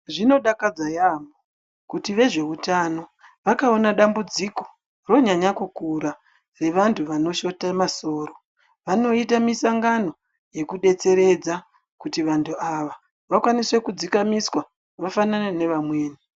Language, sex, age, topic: Ndau, female, 25-35, health